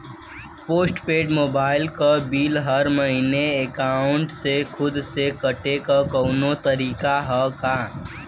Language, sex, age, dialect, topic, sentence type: Bhojpuri, female, 18-24, Western, banking, question